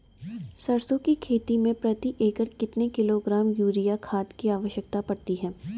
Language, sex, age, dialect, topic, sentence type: Hindi, female, 18-24, Garhwali, agriculture, question